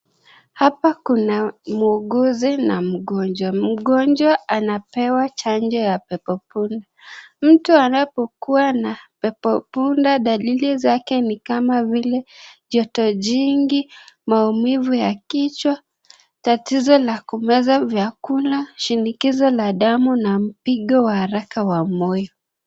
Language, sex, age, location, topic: Swahili, female, 25-35, Nakuru, health